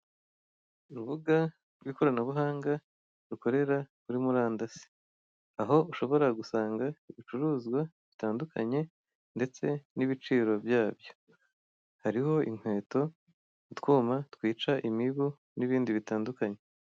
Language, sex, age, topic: Kinyarwanda, female, 25-35, finance